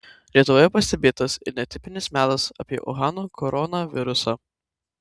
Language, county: Lithuanian, Tauragė